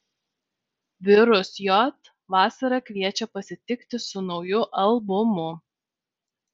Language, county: Lithuanian, Vilnius